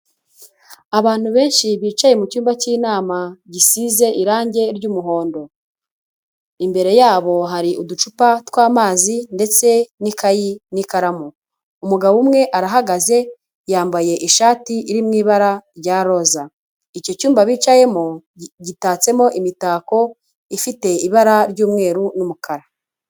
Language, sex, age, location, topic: Kinyarwanda, female, 25-35, Huye, government